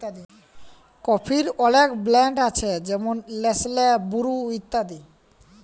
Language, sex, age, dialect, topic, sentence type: Bengali, male, 18-24, Jharkhandi, agriculture, statement